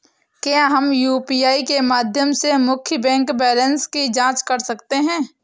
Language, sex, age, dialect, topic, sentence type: Hindi, female, 18-24, Awadhi Bundeli, banking, question